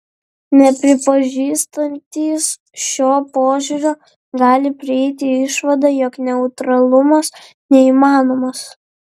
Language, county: Lithuanian, Vilnius